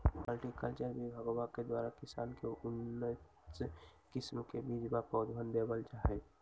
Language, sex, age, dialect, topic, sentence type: Magahi, male, 18-24, Western, agriculture, statement